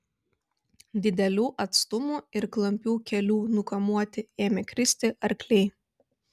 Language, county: Lithuanian, Vilnius